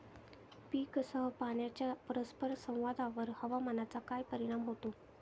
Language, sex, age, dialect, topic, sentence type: Marathi, female, 18-24, Standard Marathi, agriculture, question